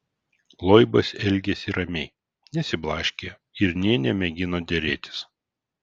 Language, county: Lithuanian, Vilnius